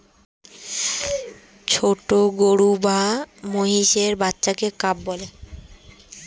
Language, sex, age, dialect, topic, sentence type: Bengali, female, 36-40, Standard Colloquial, agriculture, statement